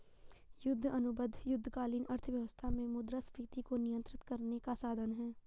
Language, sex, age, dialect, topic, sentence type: Hindi, female, 51-55, Garhwali, banking, statement